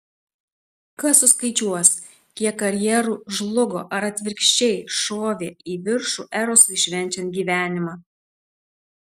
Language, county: Lithuanian, Tauragė